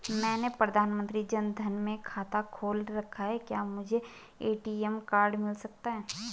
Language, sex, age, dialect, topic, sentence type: Hindi, female, 25-30, Garhwali, banking, question